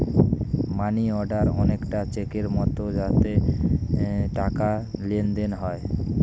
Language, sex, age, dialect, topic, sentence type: Bengali, male, 18-24, Standard Colloquial, banking, statement